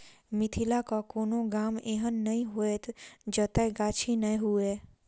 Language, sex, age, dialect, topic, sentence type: Maithili, female, 51-55, Southern/Standard, agriculture, statement